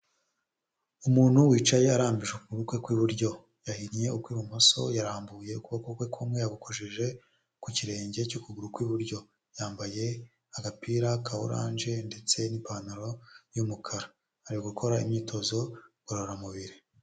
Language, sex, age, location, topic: Kinyarwanda, male, 25-35, Huye, health